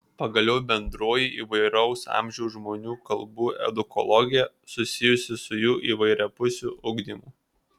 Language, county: Lithuanian, Kaunas